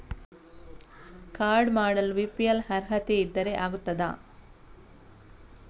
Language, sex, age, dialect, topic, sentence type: Kannada, female, 60-100, Coastal/Dakshin, banking, question